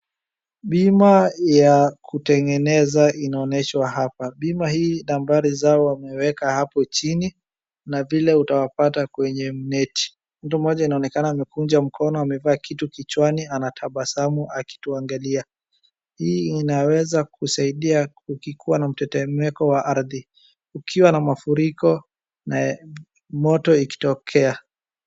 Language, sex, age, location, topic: Swahili, female, 25-35, Wajir, finance